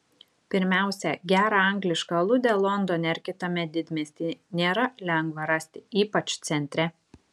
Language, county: Lithuanian, Šiauliai